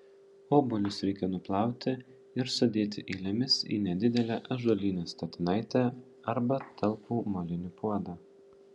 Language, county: Lithuanian, Panevėžys